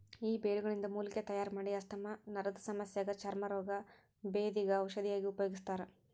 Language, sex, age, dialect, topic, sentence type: Kannada, female, 18-24, Dharwad Kannada, agriculture, statement